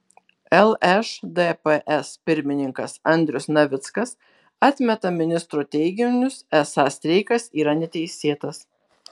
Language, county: Lithuanian, Kaunas